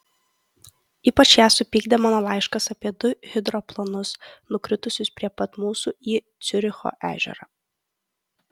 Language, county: Lithuanian, Kaunas